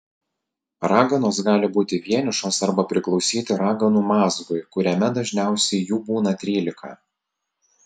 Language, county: Lithuanian, Telšiai